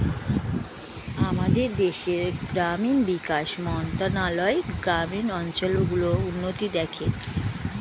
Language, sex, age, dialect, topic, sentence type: Bengali, female, 25-30, Standard Colloquial, agriculture, statement